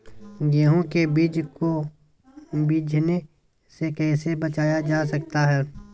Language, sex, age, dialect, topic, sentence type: Magahi, male, 18-24, Southern, agriculture, question